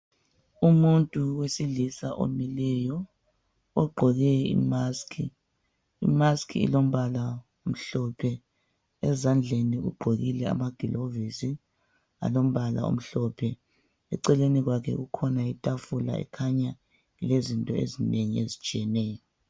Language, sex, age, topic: North Ndebele, female, 36-49, health